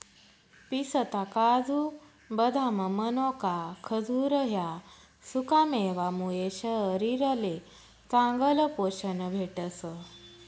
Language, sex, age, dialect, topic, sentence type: Marathi, female, 25-30, Northern Konkan, agriculture, statement